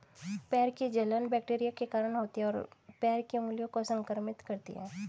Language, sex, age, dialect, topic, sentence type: Hindi, female, 36-40, Hindustani Malvi Khadi Boli, agriculture, statement